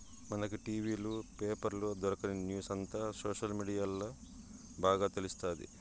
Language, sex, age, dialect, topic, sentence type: Telugu, male, 41-45, Southern, banking, statement